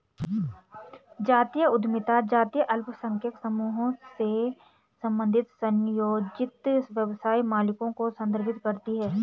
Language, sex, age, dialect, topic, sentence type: Hindi, female, 25-30, Garhwali, banking, statement